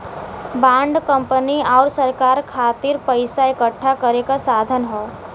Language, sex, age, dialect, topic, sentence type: Bhojpuri, female, 18-24, Western, banking, statement